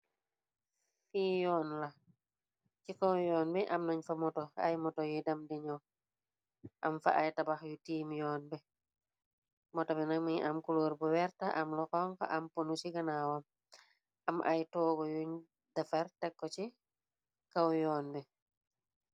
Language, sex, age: Wolof, female, 25-35